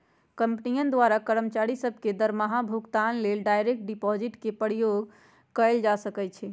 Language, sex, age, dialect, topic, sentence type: Magahi, female, 56-60, Western, banking, statement